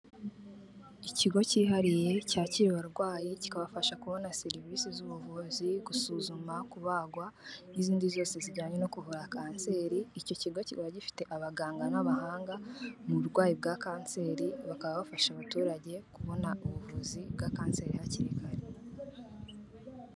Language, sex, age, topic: Kinyarwanda, female, 18-24, health